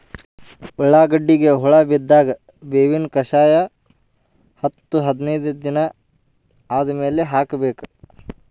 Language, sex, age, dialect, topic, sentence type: Kannada, male, 18-24, Northeastern, agriculture, question